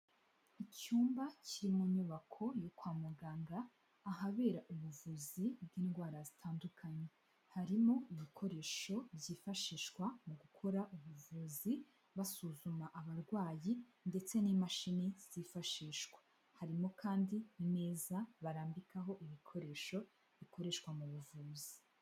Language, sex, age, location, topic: Kinyarwanda, female, 18-24, Huye, health